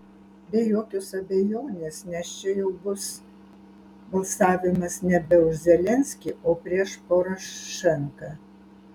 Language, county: Lithuanian, Alytus